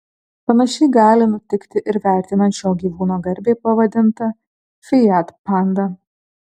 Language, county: Lithuanian, Kaunas